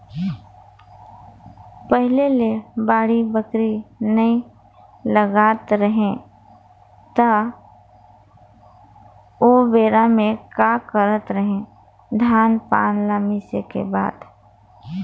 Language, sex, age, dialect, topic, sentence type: Chhattisgarhi, female, 25-30, Northern/Bhandar, agriculture, statement